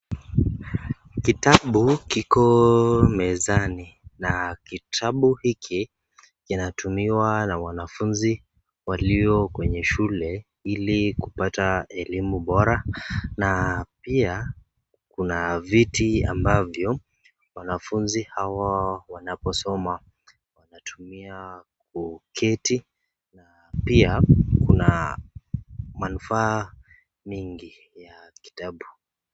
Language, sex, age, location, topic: Swahili, female, 36-49, Nakuru, education